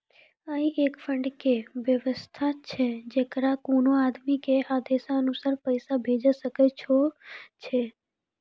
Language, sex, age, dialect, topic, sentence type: Maithili, female, 18-24, Angika, banking, question